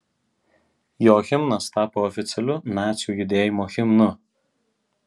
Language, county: Lithuanian, Vilnius